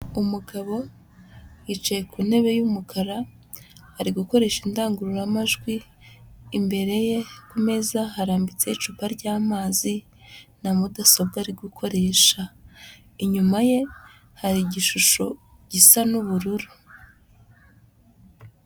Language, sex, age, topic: Kinyarwanda, female, 25-35, government